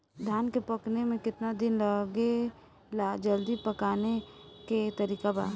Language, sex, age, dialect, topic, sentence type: Bhojpuri, female, 18-24, Southern / Standard, agriculture, question